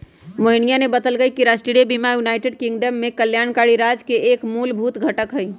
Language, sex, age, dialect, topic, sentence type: Magahi, female, 31-35, Western, banking, statement